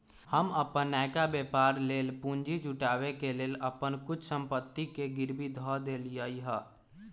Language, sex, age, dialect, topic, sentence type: Magahi, male, 18-24, Western, banking, statement